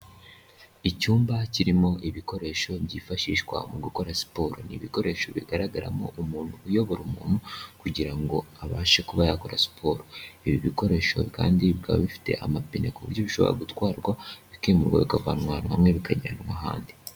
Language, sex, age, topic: Kinyarwanda, male, 18-24, health